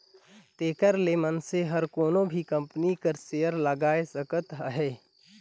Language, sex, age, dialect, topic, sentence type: Chhattisgarhi, male, 51-55, Northern/Bhandar, banking, statement